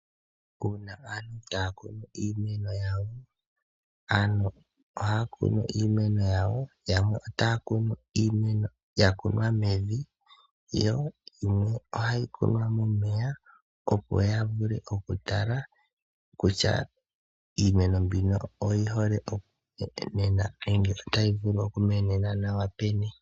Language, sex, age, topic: Oshiwambo, male, 18-24, agriculture